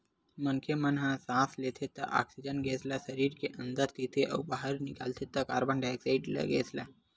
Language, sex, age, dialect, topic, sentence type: Chhattisgarhi, male, 18-24, Western/Budati/Khatahi, agriculture, statement